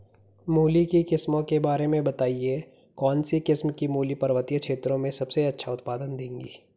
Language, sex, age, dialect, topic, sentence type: Hindi, male, 18-24, Garhwali, agriculture, question